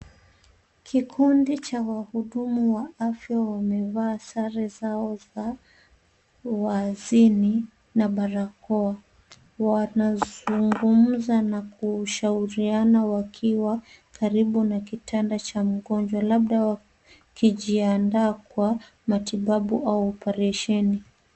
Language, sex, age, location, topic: Swahili, female, 25-35, Nairobi, health